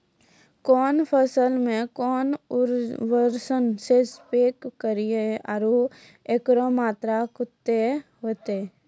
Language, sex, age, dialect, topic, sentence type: Maithili, female, 41-45, Angika, agriculture, question